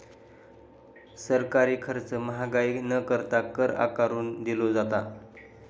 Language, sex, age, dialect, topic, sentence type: Marathi, male, 41-45, Southern Konkan, banking, statement